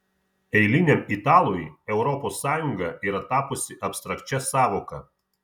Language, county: Lithuanian, Vilnius